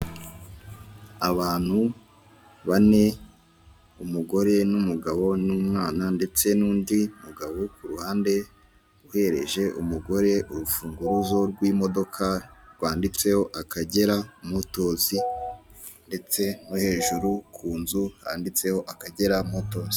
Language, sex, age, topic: Kinyarwanda, male, 18-24, finance